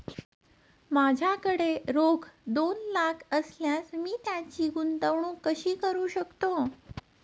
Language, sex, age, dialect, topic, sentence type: Marathi, female, 36-40, Standard Marathi, banking, question